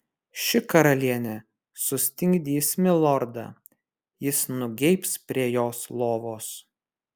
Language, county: Lithuanian, Kaunas